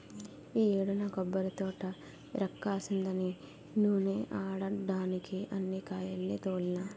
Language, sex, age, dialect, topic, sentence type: Telugu, female, 25-30, Utterandhra, agriculture, statement